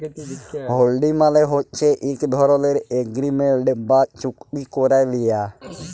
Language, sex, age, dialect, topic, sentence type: Bengali, male, 25-30, Jharkhandi, banking, statement